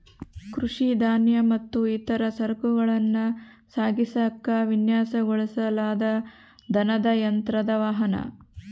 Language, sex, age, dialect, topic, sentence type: Kannada, female, 36-40, Central, agriculture, statement